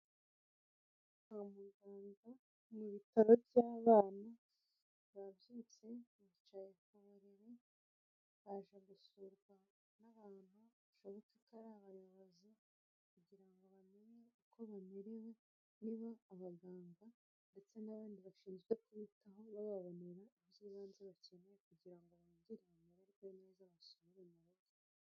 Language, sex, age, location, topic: Kinyarwanda, female, 25-35, Nyagatare, health